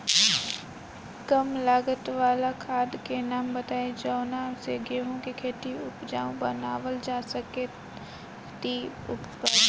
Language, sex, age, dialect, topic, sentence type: Bhojpuri, female, 18-24, Southern / Standard, agriculture, question